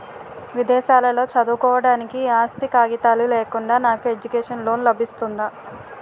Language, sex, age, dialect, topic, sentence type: Telugu, female, 18-24, Utterandhra, banking, question